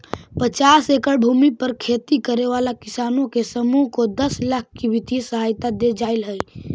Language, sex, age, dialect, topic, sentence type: Magahi, male, 18-24, Central/Standard, agriculture, statement